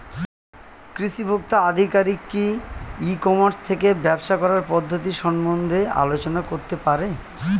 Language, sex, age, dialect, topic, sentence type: Bengali, male, 36-40, Standard Colloquial, agriculture, question